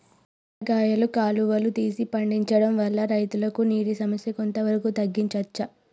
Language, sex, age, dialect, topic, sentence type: Telugu, female, 18-24, Telangana, agriculture, question